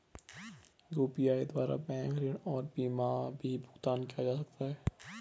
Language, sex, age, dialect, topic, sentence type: Hindi, male, 18-24, Garhwali, banking, question